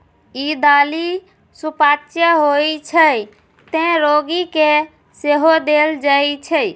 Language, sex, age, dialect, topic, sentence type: Maithili, female, 25-30, Eastern / Thethi, agriculture, statement